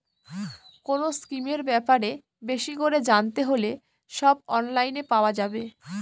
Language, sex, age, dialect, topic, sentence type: Bengali, female, 18-24, Northern/Varendri, banking, statement